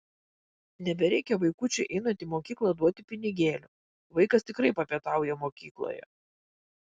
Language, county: Lithuanian, Vilnius